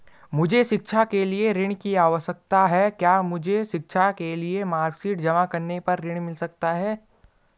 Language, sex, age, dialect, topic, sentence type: Hindi, male, 18-24, Garhwali, banking, question